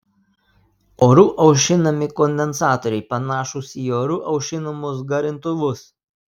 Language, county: Lithuanian, Telšiai